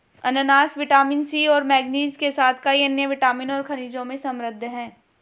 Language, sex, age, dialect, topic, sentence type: Hindi, male, 31-35, Hindustani Malvi Khadi Boli, agriculture, statement